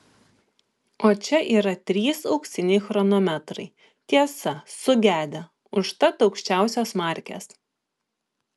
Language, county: Lithuanian, Klaipėda